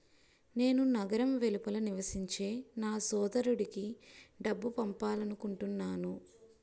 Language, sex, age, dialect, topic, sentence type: Telugu, female, 25-30, Utterandhra, banking, statement